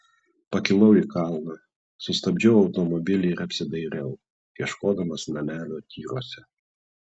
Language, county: Lithuanian, Klaipėda